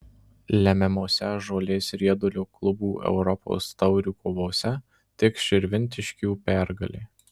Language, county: Lithuanian, Marijampolė